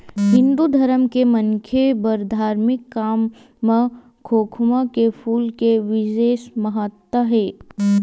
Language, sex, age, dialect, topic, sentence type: Chhattisgarhi, female, 41-45, Western/Budati/Khatahi, agriculture, statement